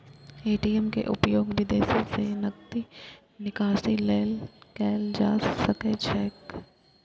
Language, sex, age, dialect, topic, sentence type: Maithili, female, 18-24, Eastern / Thethi, banking, statement